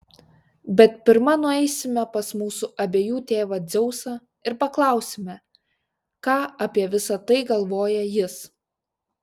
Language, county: Lithuanian, Šiauliai